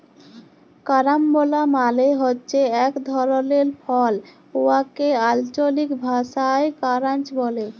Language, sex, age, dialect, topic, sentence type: Bengali, female, 18-24, Jharkhandi, agriculture, statement